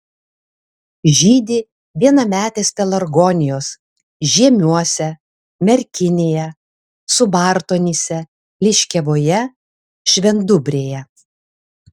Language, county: Lithuanian, Alytus